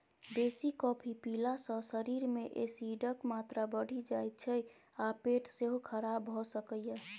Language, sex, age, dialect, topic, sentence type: Maithili, female, 18-24, Bajjika, agriculture, statement